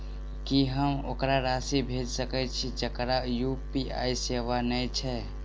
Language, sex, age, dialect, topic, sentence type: Maithili, male, 18-24, Southern/Standard, banking, question